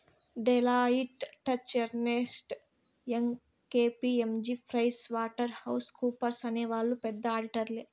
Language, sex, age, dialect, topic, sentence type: Telugu, female, 56-60, Southern, banking, statement